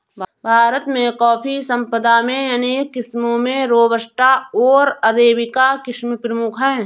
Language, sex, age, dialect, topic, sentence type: Hindi, female, 31-35, Awadhi Bundeli, agriculture, statement